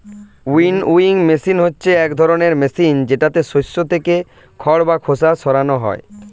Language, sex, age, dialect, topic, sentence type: Bengali, male, 25-30, Standard Colloquial, agriculture, statement